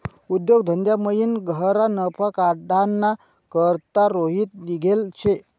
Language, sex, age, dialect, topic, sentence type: Marathi, male, 46-50, Northern Konkan, banking, statement